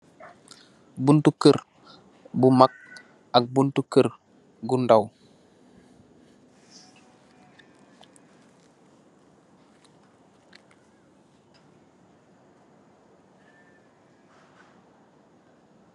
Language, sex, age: Wolof, male, 25-35